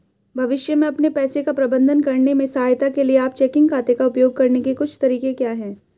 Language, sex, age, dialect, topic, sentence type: Hindi, female, 18-24, Hindustani Malvi Khadi Boli, banking, question